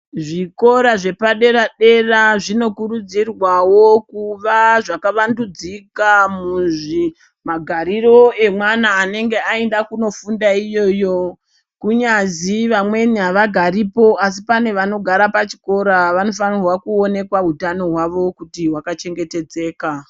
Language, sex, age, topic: Ndau, female, 36-49, education